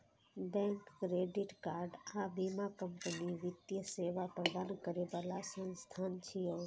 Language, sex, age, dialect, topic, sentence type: Maithili, female, 18-24, Eastern / Thethi, banking, statement